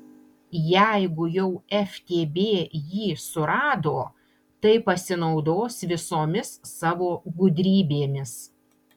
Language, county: Lithuanian, Panevėžys